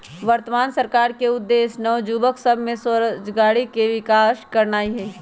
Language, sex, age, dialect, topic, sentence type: Magahi, female, 25-30, Western, banking, statement